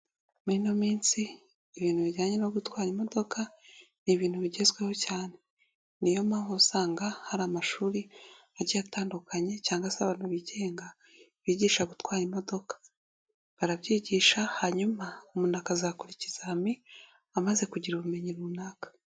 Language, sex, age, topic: Kinyarwanda, female, 18-24, government